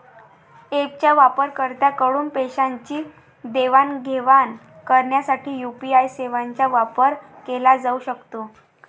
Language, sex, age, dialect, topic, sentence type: Marathi, female, 18-24, Varhadi, banking, statement